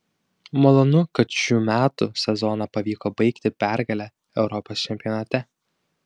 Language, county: Lithuanian, Šiauliai